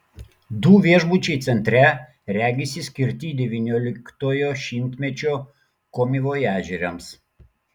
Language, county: Lithuanian, Klaipėda